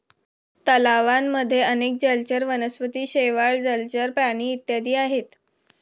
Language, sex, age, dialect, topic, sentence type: Marathi, female, 18-24, Standard Marathi, agriculture, statement